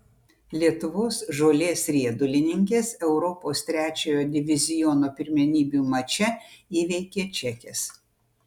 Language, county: Lithuanian, Utena